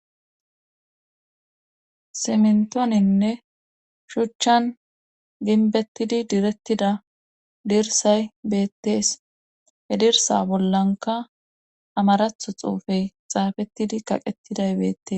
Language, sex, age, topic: Gamo, male, 25-35, government